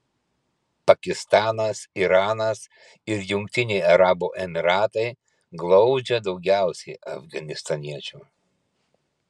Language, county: Lithuanian, Kaunas